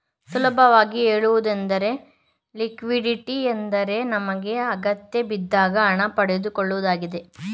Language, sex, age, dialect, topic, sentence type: Kannada, male, 25-30, Mysore Kannada, banking, statement